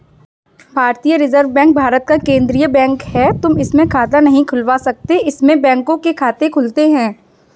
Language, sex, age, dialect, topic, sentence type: Hindi, female, 18-24, Kanauji Braj Bhasha, banking, statement